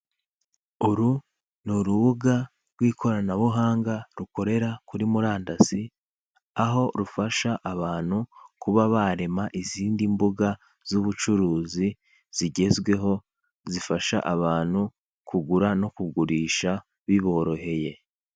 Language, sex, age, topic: Kinyarwanda, male, 18-24, finance